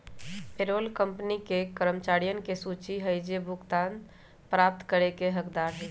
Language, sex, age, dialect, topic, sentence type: Magahi, male, 18-24, Western, banking, statement